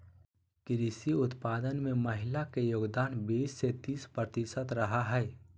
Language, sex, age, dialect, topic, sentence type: Magahi, male, 18-24, Southern, agriculture, statement